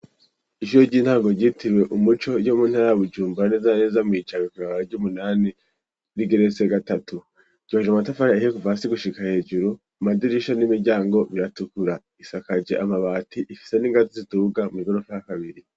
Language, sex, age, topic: Rundi, male, 18-24, education